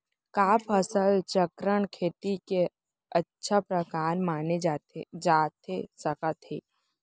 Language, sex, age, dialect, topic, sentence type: Chhattisgarhi, female, 18-24, Central, agriculture, question